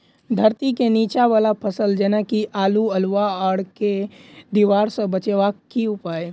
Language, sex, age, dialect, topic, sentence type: Maithili, male, 18-24, Southern/Standard, agriculture, question